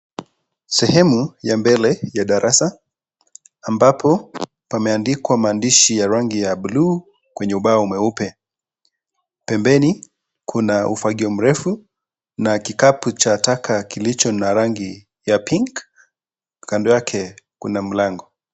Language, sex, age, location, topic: Swahili, male, 25-35, Kisii, education